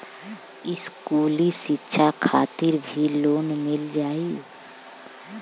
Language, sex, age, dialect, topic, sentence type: Bhojpuri, female, 31-35, Western, banking, question